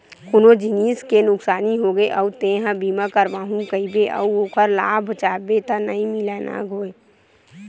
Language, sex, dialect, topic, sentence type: Chhattisgarhi, female, Western/Budati/Khatahi, banking, statement